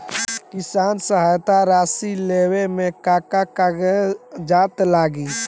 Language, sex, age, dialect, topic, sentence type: Bhojpuri, male, 18-24, Southern / Standard, agriculture, question